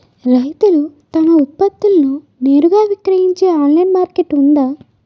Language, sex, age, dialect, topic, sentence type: Telugu, female, 18-24, Utterandhra, agriculture, statement